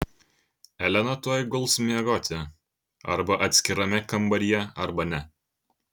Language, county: Lithuanian, Kaunas